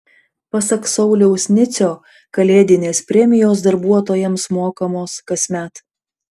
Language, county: Lithuanian, Panevėžys